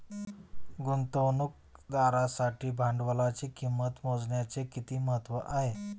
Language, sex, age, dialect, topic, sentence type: Marathi, male, 41-45, Standard Marathi, banking, statement